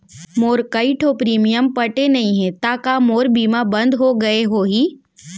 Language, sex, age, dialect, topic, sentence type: Chhattisgarhi, female, 60-100, Central, banking, question